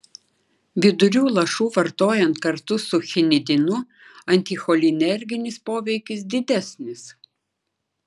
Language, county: Lithuanian, Klaipėda